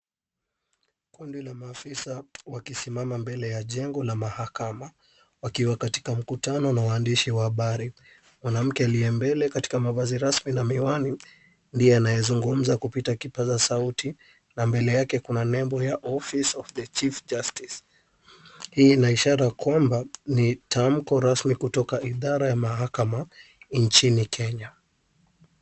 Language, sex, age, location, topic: Swahili, male, 25-35, Kisumu, government